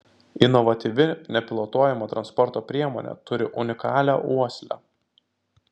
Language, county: Lithuanian, Vilnius